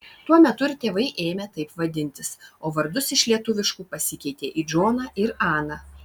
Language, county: Lithuanian, Vilnius